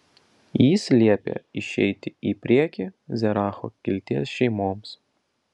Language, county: Lithuanian, Vilnius